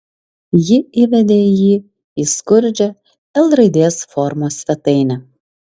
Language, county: Lithuanian, Vilnius